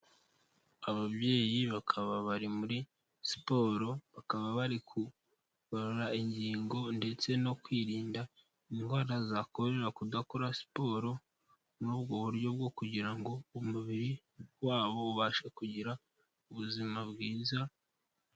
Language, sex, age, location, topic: Kinyarwanda, male, 18-24, Kigali, health